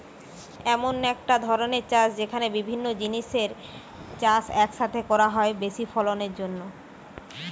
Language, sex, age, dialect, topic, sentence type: Bengali, male, 25-30, Western, agriculture, statement